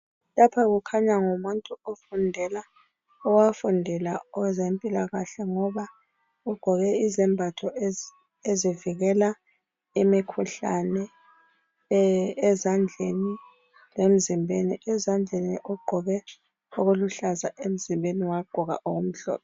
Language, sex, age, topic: North Ndebele, female, 36-49, education